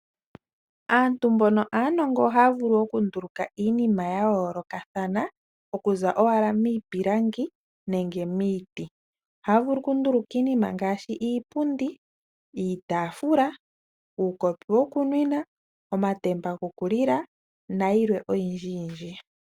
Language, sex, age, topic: Oshiwambo, female, 36-49, finance